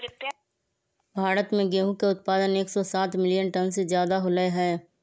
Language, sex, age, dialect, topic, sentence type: Magahi, female, 31-35, Western, agriculture, statement